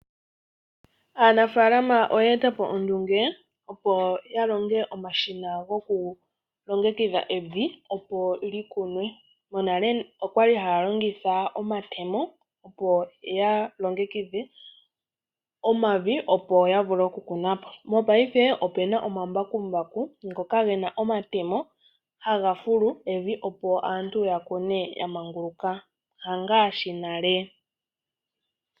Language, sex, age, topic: Oshiwambo, female, 18-24, agriculture